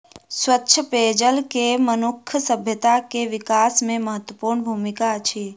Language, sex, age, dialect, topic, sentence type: Maithili, female, 25-30, Southern/Standard, agriculture, statement